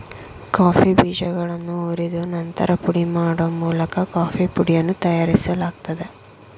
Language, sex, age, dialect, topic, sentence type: Kannada, female, 56-60, Mysore Kannada, agriculture, statement